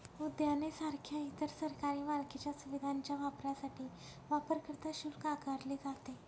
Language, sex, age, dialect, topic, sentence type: Marathi, male, 18-24, Northern Konkan, banking, statement